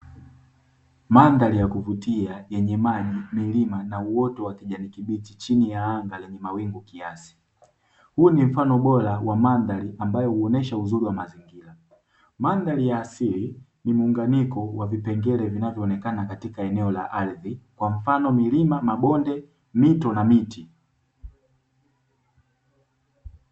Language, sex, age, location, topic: Swahili, male, 18-24, Dar es Salaam, agriculture